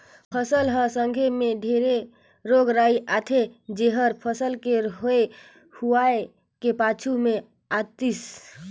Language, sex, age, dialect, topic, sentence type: Chhattisgarhi, female, 25-30, Northern/Bhandar, agriculture, statement